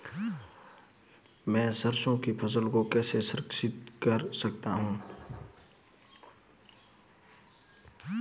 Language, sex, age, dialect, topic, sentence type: Hindi, male, 25-30, Marwari Dhudhari, agriculture, question